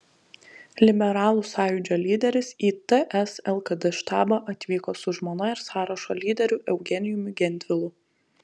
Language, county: Lithuanian, Telšiai